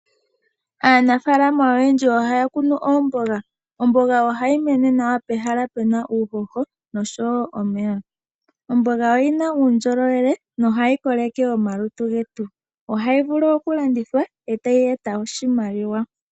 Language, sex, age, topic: Oshiwambo, female, 18-24, agriculture